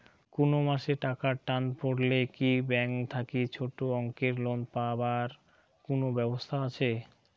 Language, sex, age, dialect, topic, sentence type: Bengali, male, 18-24, Rajbangshi, banking, question